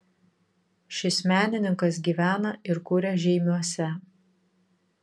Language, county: Lithuanian, Vilnius